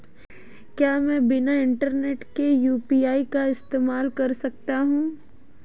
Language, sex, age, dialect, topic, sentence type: Hindi, female, 18-24, Marwari Dhudhari, banking, question